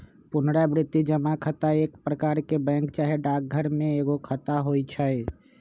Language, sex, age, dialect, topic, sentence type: Magahi, male, 25-30, Western, banking, statement